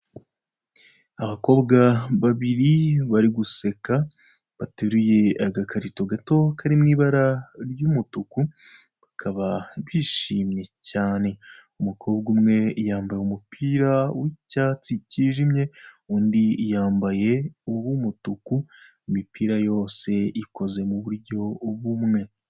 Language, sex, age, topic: Kinyarwanda, male, 25-35, finance